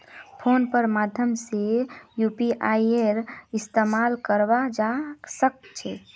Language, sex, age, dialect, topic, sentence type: Magahi, female, 18-24, Northeastern/Surjapuri, banking, statement